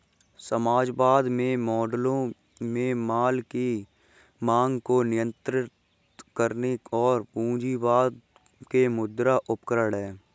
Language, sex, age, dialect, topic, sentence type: Hindi, male, 18-24, Kanauji Braj Bhasha, banking, statement